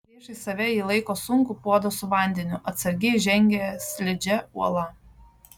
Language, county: Lithuanian, Šiauliai